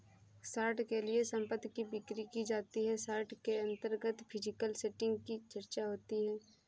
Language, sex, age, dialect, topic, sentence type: Hindi, female, 25-30, Kanauji Braj Bhasha, banking, statement